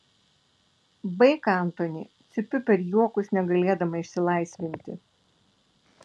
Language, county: Lithuanian, Vilnius